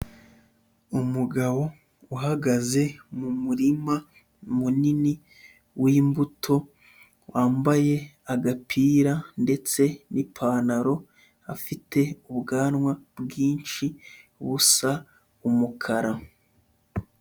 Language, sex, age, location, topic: Kinyarwanda, male, 25-35, Huye, agriculture